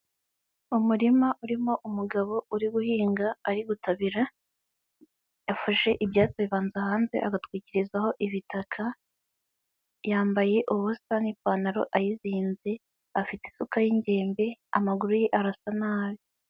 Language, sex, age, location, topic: Kinyarwanda, male, 18-24, Huye, agriculture